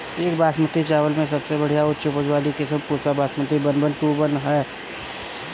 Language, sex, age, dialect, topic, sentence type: Bhojpuri, male, 25-30, Northern, agriculture, question